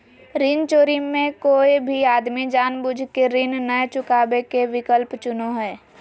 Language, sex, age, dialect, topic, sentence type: Magahi, female, 18-24, Southern, banking, statement